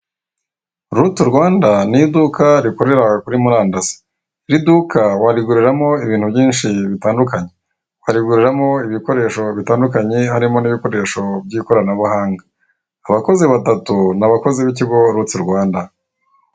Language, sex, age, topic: Kinyarwanda, male, 18-24, finance